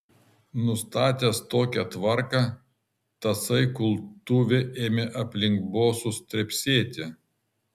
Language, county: Lithuanian, Kaunas